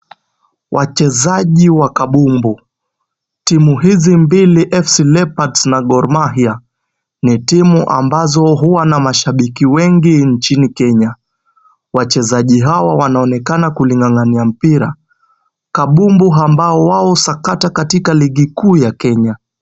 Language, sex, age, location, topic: Swahili, male, 18-24, Kisumu, government